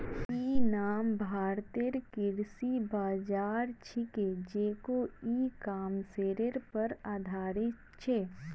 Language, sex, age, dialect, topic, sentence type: Magahi, female, 25-30, Northeastern/Surjapuri, agriculture, statement